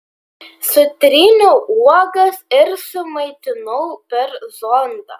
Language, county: Lithuanian, Vilnius